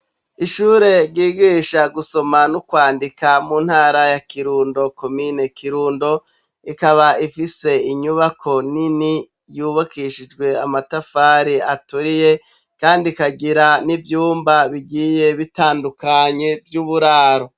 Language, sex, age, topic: Rundi, male, 36-49, education